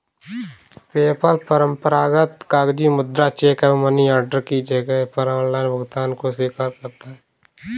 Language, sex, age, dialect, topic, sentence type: Hindi, male, 18-24, Kanauji Braj Bhasha, banking, statement